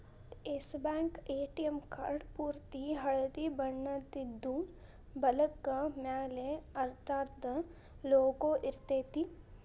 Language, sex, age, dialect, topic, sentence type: Kannada, female, 25-30, Dharwad Kannada, banking, statement